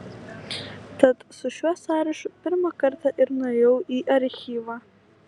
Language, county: Lithuanian, Kaunas